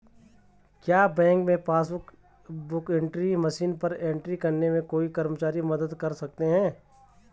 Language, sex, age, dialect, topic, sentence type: Hindi, male, 36-40, Garhwali, banking, question